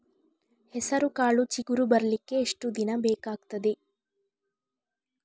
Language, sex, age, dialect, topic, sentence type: Kannada, female, 36-40, Coastal/Dakshin, agriculture, question